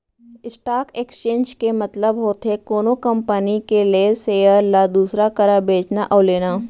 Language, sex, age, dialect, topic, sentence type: Chhattisgarhi, female, 18-24, Central, banking, statement